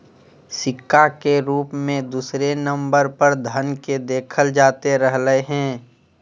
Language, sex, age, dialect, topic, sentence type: Magahi, male, 18-24, Southern, banking, statement